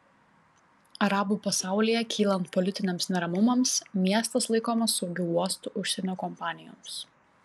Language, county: Lithuanian, Panevėžys